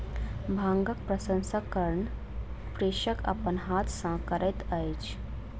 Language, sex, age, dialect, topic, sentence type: Maithili, female, 25-30, Southern/Standard, agriculture, statement